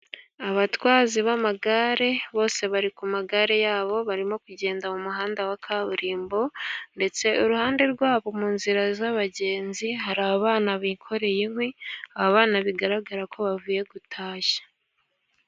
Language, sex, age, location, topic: Kinyarwanda, female, 18-24, Gakenke, government